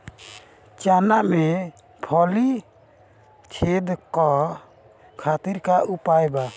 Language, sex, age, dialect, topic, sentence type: Bhojpuri, male, 25-30, Northern, agriculture, question